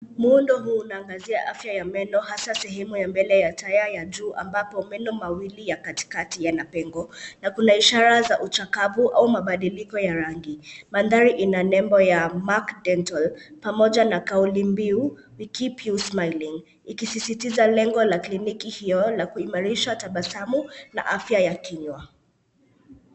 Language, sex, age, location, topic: Swahili, male, 18-24, Nairobi, health